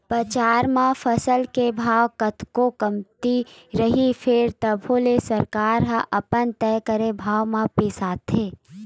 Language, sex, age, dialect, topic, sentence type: Chhattisgarhi, female, 18-24, Western/Budati/Khatahi, agriculture, statement